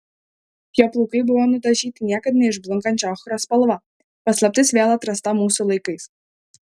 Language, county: Lithuanian, Šiauliai